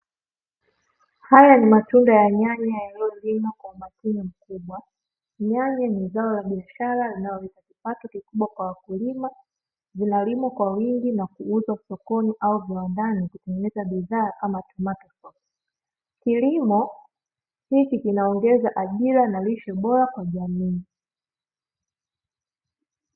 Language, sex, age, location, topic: Swahili, female, 18-24, Dar es Salaam, agriculture